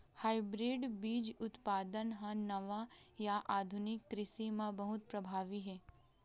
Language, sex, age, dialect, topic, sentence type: Chhattisgarhi, female, 18-24, Western/Budati/Khatahi, agriculture, statement